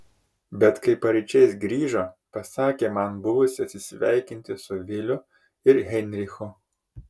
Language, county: Lithuanian, Kaunas